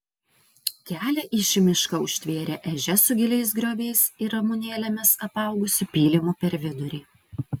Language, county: Lithuanian, Vilnius